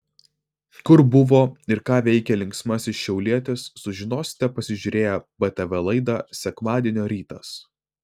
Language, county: Lithuanian, Vilnius